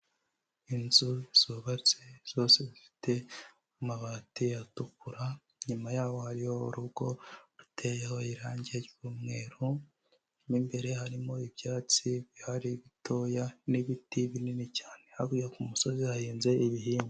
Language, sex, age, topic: Kinyarwanda, male, 18-24, agriculture